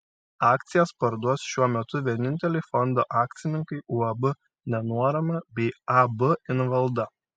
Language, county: Lithuanian, Šiauliai